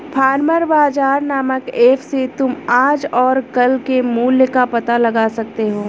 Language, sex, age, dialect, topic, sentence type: Hindi, male, 36-40, Hindustani Malvi Khadi Boli, agriculture, statement